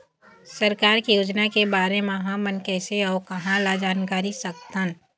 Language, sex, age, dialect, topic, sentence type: Chhattisgarhi, female, 51-55, Eastern, agriculture, question